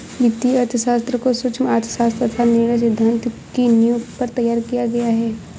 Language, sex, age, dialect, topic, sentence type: Hindi, female, 25-30, Awadhi Bundeli, banking, statement